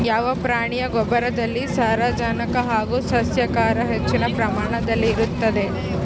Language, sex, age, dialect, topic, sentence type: Kannada, female, 36-40, Central, agriculture, question